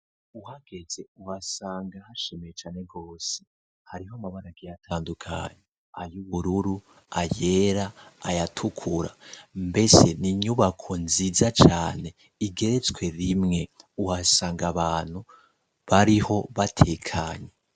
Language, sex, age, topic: Rundi, male, 25-35, education